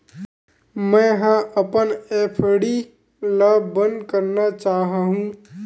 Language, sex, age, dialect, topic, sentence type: Chhattisgarhi, male, 18-24, Western/Budati/Khatahi, banking, statement